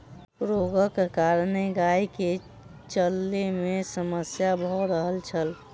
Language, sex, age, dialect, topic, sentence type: Maithili, female, 18-24, Southern/Standard, agriculture, statement